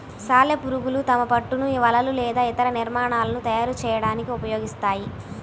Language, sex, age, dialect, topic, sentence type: Telugu, female, 18-24, Central/Coastal, agriculture, statement